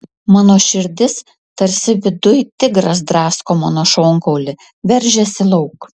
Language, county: Lithuanian, Utena